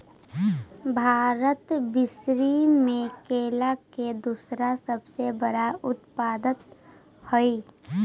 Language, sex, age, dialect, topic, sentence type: Magahi, female, 25-30, Central/Standard, agriculture, statement